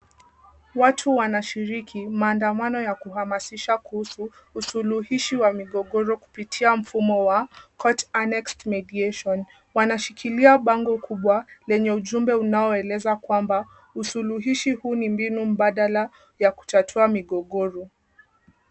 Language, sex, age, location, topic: Swahili, female, 18-24, Kisumu, government